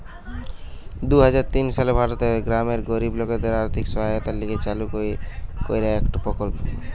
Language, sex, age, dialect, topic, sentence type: Bengali, male, 18-24, Western, banking, statement